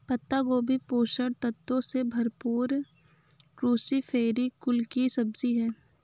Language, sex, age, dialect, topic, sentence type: Hindi, female, 25-30, Awadhi Bundeli, agriculture, statement